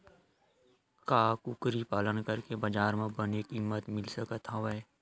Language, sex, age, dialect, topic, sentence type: Chhattisgarhi, male, 25-30, Western/Budati/Khatahi, agriculture, question